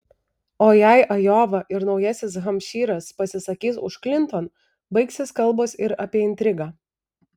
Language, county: Lithuanian, Vilnius